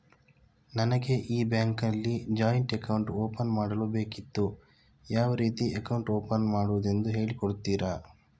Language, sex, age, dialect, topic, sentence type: Kannada, male, 25-30, Coastal/Dakshin, banking, question